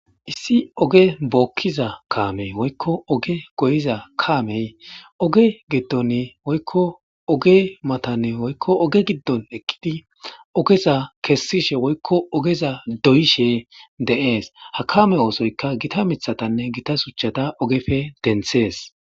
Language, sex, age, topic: Gamo, male, 18-24, government